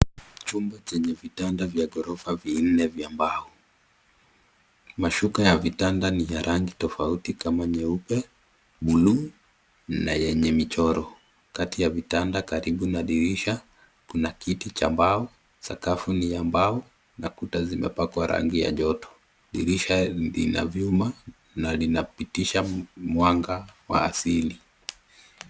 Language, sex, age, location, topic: Swahili, male, 18-24, Nairobi, education